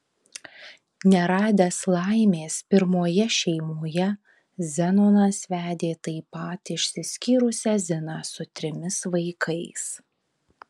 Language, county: Lithuanian, Vilnius